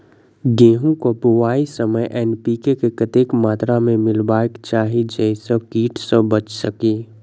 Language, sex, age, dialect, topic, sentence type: Maithili, male, 41-45, Southern/Standard, agriculture, question